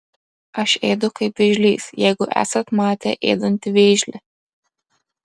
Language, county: Lithuanian, Klaipėda